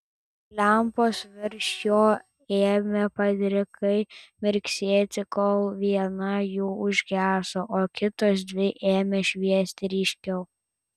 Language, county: Lithuanian, Telšiai